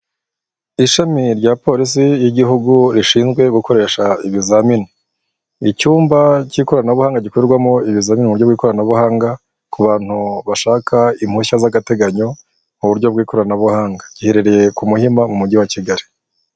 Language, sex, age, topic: Kinyarwanda, male, 25-35, government